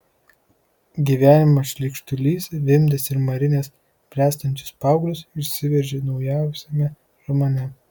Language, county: Lithuanian, Kaunas